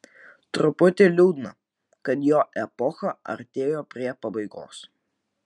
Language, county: Lithuanian, Vilnius